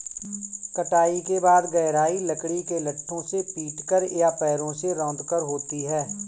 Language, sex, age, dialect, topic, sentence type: Hindi, male, 41-45, Kanauji Braj Bhasha, agriculture, statement